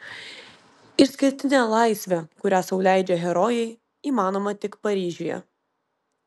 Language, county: Lithuanian, Vilnius